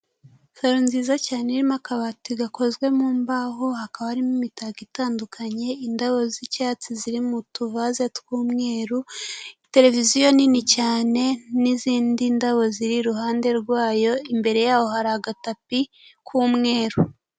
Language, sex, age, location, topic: Kinyarwanda, female, 18-24, Kigali, finance